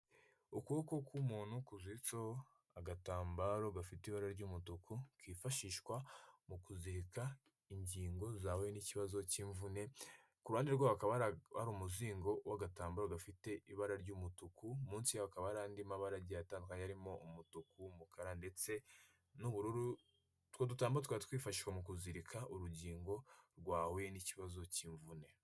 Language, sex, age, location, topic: Kinyarwanda, male, 25-35, Kigali, health